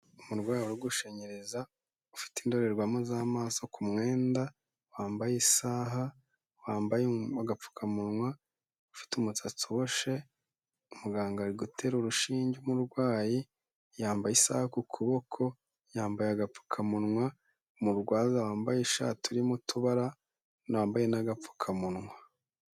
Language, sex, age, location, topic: Kinyarwanda, male, 25-35, Kigali, health